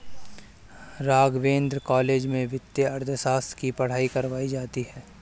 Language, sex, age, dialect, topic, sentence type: Hindi, male, 25-30, Kanauji Braj Bhasha, banking, statement